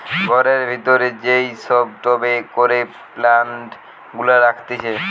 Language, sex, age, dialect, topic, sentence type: Bengali, male, 18-24, Western, agriculture, statement